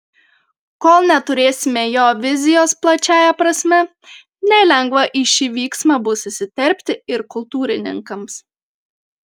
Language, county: Lithuanian, Panevėžys